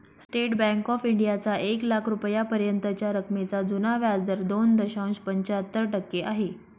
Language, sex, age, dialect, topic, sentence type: Marathi, female, 31-35, Northern Konkan, banking, statement